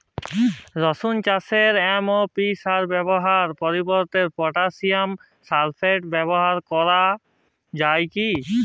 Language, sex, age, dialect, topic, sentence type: Bengali, male, 18-24, Jharkhandi, agriculture, question